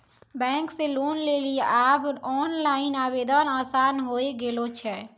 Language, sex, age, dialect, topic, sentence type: Maithili, female, 60-100, Angika, banking, statement